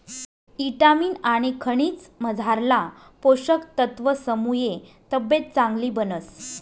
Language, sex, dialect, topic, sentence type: Marathi, female, Northern Konkan, agriculture, statement